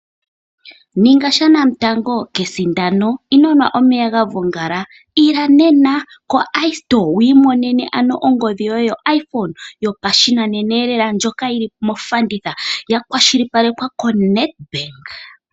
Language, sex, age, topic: Oshiwambo, female, 25-35, finance